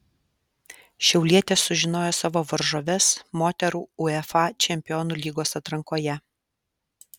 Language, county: Lithuanian, Alytus